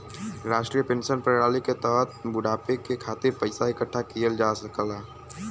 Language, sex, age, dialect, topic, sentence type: Bhojpuri, male, <18, Western, banking, statement